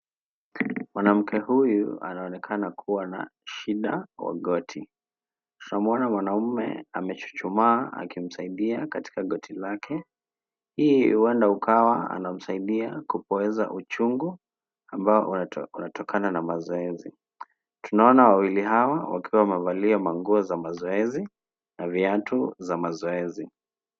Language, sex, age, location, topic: Swahili, male, 18-24, Nairobi, health